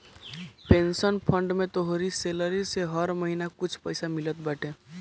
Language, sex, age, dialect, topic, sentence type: Bhojpuri, male, 18-24, Northern, banking, statement